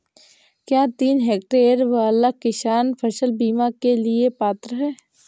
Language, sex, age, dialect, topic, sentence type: Hindi, female, 18-24, Awadhi Bundeli, agriculture, question